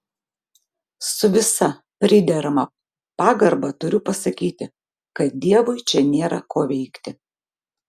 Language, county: Lithuanian, Vilnius